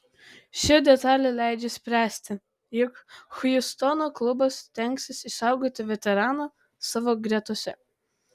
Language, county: Lithuanian, Tauragė